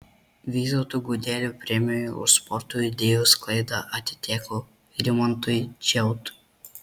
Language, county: Lithuanian, Marijampolė